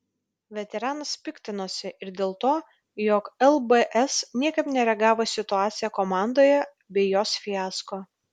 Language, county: Lithuanian, Vilnius